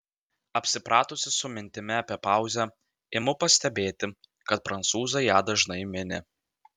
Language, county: Lithuanian, Vilnius